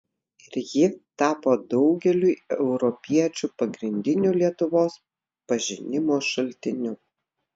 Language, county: Lithuanian, Vilnius